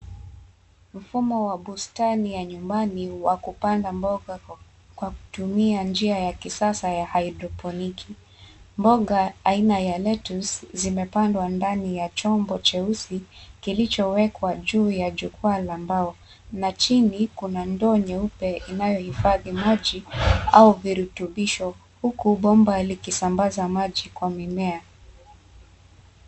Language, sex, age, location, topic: Swahili, female, 25-35, Nairobi, agriculture